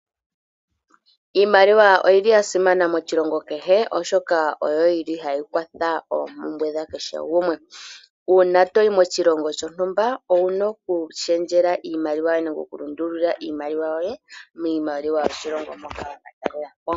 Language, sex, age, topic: Oshiwambo, female, 18-24, finance